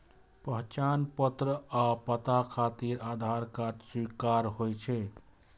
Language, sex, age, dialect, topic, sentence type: Maithili, male, 25-30, Eastern / Thethi, banking, statement